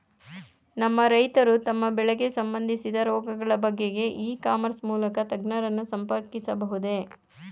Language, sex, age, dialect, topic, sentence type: Kannada, female, 41-45, Mysore Kannada, agriculture, question